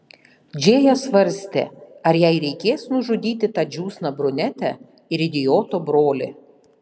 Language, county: Lithuanian, Panevėžys